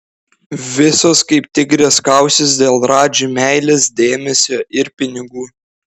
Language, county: Lithuanian, Klaipėda